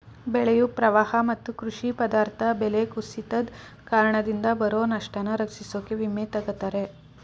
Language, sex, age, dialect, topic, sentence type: Kannada, male, 36-40, Mysore Kannada, agriculture, statement